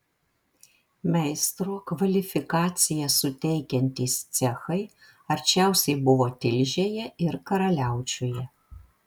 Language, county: Lithuanian, Vilnius